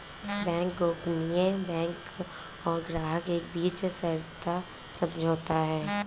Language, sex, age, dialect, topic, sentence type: Hindi, female, 18-24, Awadhi Bundeli, banking, statement